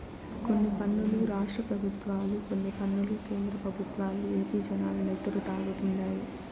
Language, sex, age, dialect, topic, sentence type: Telugu, male, 18-24, Southern, banking, statement